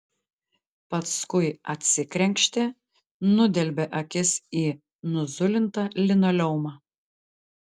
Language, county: Lithuanian, Klaipėda